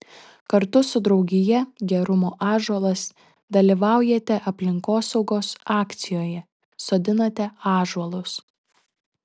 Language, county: Lithuanian, Šiauliai